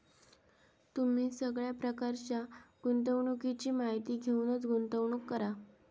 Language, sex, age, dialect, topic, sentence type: Marathi, female, 18-24, Southern Konkan, banking, statement